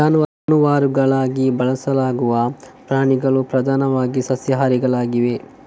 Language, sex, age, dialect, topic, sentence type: Kannada, male, 18-24, Coastal/Dakshin, agriculture, statement